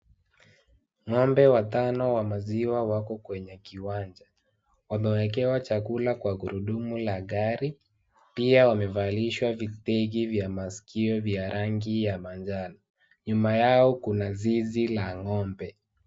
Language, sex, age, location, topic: Swahili, male, 18-24, Wajir, agriculture